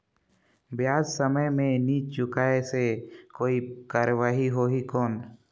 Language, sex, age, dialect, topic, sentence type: Chhattisgarhi, male, 46-50, Northern/Bhandar, banking, question